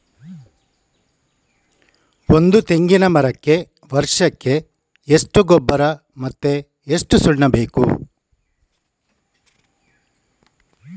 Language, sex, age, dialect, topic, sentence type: Kannada, male, 18-24, Coastal/Dakshin, agriculture, question